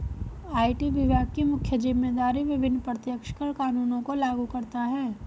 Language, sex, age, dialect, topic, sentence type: Hindi, female, 25-30, Hindustani Malvi Khadi Boli, banking, statement